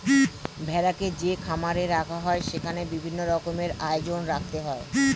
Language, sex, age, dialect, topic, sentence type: Bengali, male, 41-45, Standard Colloquial, agriculture, statement